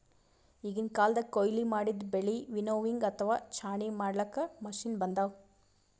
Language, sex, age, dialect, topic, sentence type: Kannada, female, 18-24, Northeastern, agriculture, statement